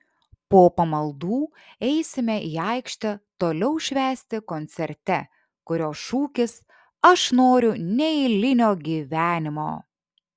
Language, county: Lithuanian, Šiauliai